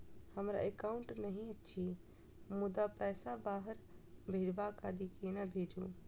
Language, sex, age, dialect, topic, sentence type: Maithili, female, 25-30, Southern/Standard, banking, question